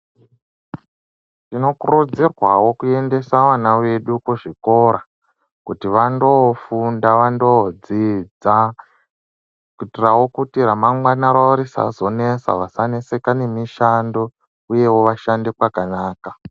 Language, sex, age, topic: Ndau, male, 18-24, education